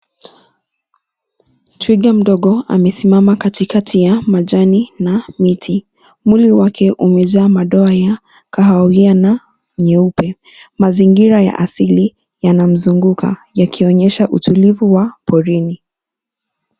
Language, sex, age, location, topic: Swahili, female, 25-35, Nairobi, agriculture